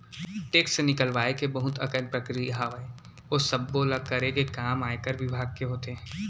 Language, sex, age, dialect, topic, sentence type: Chhattisgarhi, male, 18-24, Central, banking, statement